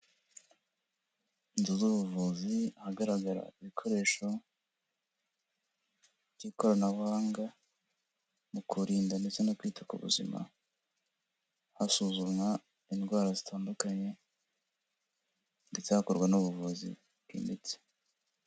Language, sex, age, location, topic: Kinyarwanda, male, 18-24, Kigali, health